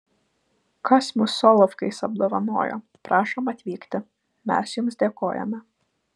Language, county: Lithuanian, Vilnius